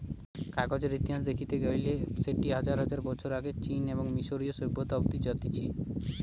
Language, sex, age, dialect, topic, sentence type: Bengali, male, 18-24, Western, agriculture, statement